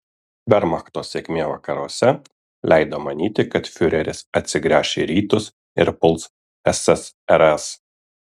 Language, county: Lithuanian, Kaunas